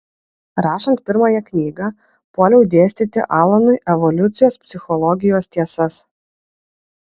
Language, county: Lithuanian, Vilnius